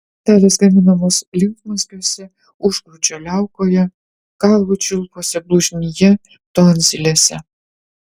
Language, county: Lithuanian, Utena